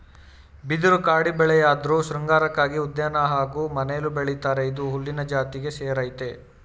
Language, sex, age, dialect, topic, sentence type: Kannada, male, 18-24, Mysore Kannada, agriculture, statement